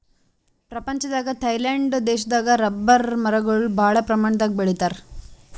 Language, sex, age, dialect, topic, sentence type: Kannada, female, 25-30, Northeastern, agriculture, statement